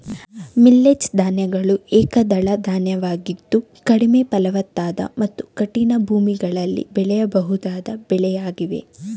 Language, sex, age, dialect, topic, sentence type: Kannada, female, 18-24, Mysore Kannada, agriculture, statement